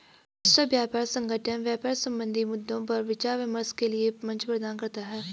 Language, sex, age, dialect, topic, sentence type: Hindi, female, 18-24, Garhwali, banking, statement